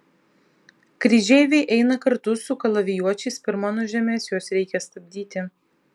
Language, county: Lithuanian, Vilnius